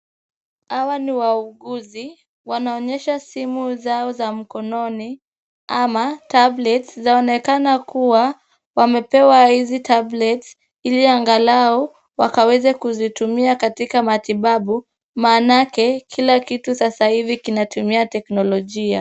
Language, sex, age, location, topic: Swahili, female, 25-35, Kisumu, health